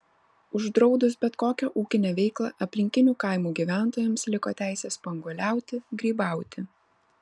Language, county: Lithuanian, Vilnius